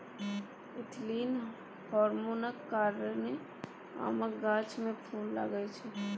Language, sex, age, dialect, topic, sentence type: Maithili, female, 18-24, Bajjika, agriculture, statement